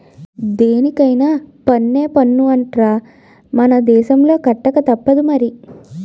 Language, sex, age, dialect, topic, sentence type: Telugu, female, 25-30, Utterandhra, banking, statement